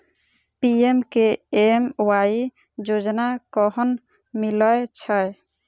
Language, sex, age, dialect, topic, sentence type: Maithili, female, 18-24, Southern/Standard, agriculture, question